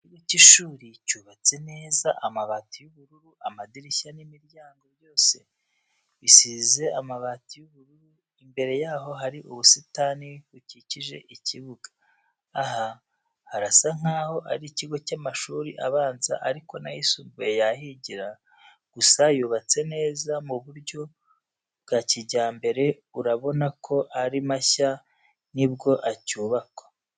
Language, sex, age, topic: Kinyarwanda, male, 36-49, education